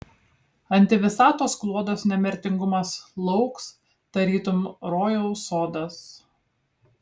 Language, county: Lithuanian, Kaunas